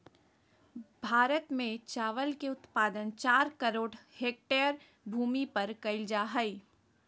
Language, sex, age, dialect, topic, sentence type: Magahi, female, 18-24, Southern, agriculture, statement